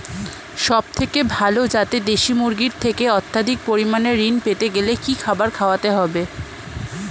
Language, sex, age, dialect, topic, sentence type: Bengali, female, 18-24, Standard Colloquial, agriculture, question